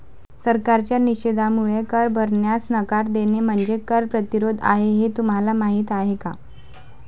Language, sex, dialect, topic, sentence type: Marathi, female, Varhadi, banking, statement